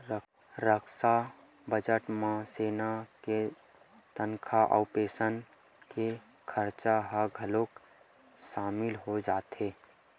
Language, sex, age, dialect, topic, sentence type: Chhattisgarhi, male, 18-24, Western/Budati/Khatahi, banking, statement